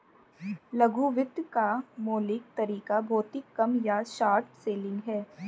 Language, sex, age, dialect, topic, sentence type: Hindi, female, 25-30, Hindustani Malvi Khadi Boli, banking, statement